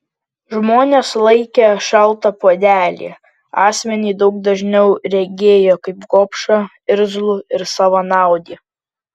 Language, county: Lithuanian, Kaunas